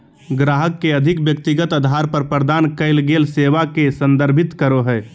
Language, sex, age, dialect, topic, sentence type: Magahi, male, 18-24, Southern, banking, statement